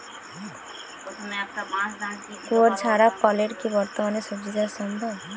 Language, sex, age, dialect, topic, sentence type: Bengali, female, 18-24, Western, agriculture, question